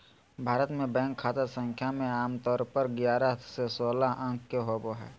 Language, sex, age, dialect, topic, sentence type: Magahi, male, 31-35, Southern, banking, statement